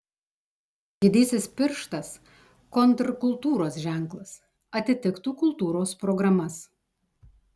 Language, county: Lithuanian, Telšiai